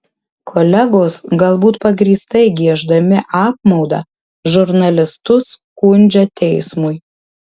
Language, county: Lithuanian, Marijampolė